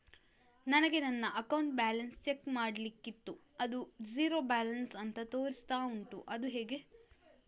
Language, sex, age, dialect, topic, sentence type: Kannada, female, 56-60, Coastal/Dakshin, banking, question